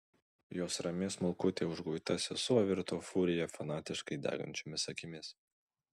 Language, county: Lithuanian, Vilnius